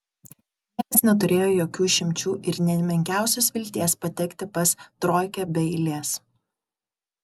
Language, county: Lithuanian, Kaunas